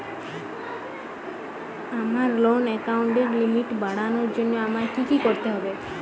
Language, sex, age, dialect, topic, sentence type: Bengali, female, 25-30, Jharkhandi, banking, question